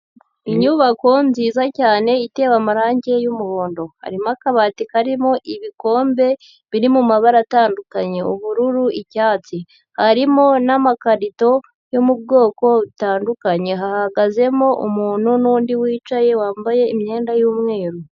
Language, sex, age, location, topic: Kinyarwanda, female, 18-24, Huye, agriculture